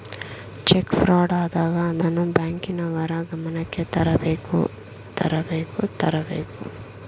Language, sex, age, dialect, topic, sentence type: Kannada, female, 56-60, Mysore Kannada, banking, statement